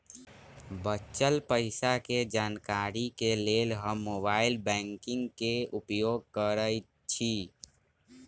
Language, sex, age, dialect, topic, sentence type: Magahi, male, 41-45, Western, banking, statement